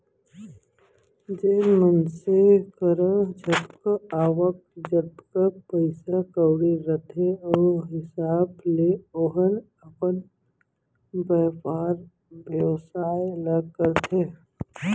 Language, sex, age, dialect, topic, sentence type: Chhattisgarhi, male, 31-35, Central, banking, statement